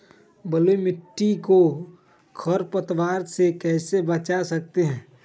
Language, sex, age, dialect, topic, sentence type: Magahi, male, 18-24, Western, agriculture, question